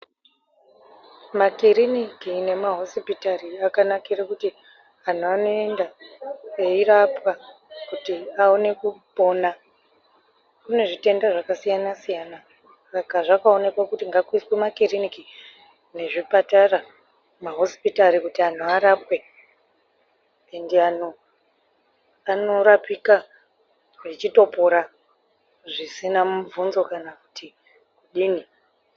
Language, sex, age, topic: Ndau, female, 18-24, health